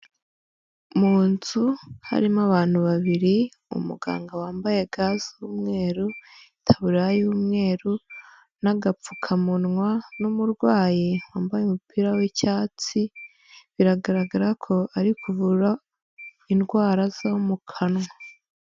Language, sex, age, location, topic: Kinyarwanda, female, 25-35, Huye, health